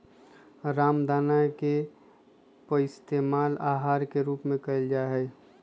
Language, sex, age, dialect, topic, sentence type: Magahi, male, 25-30, Western, agriculture, statement